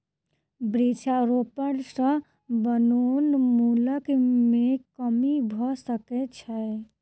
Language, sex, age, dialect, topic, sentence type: Maithili, female, 25-30, Southern/Standard, agriculture, statement